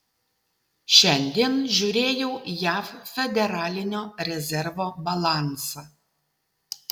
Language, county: Lithuanian, Utena